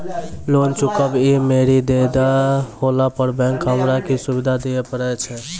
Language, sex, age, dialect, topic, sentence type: Maithili, male, 25-30, Angika, banking, question